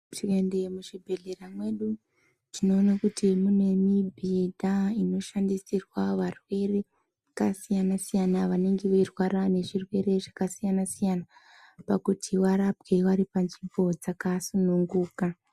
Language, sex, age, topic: Ndau, female, 18-24, health